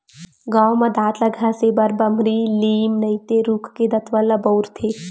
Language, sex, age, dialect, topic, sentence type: Chhattisgarhi, female, 18-24, Western/Budati/Khatahi, agriculture, statement